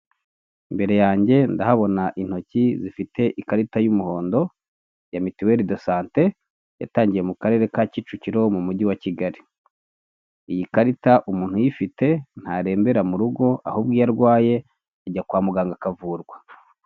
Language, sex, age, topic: Kinyarwanda, male, 25-35, finance